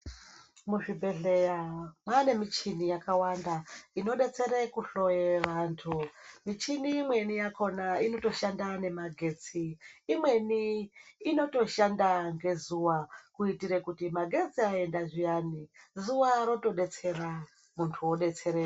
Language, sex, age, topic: Ndau, male, 36-49, health